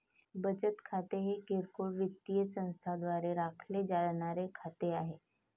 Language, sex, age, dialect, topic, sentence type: Marathi, female, 31-35, Varhadi, banking, statement